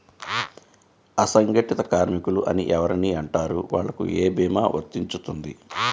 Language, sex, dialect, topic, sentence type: Telugu, female, Central/Coastal, banking, question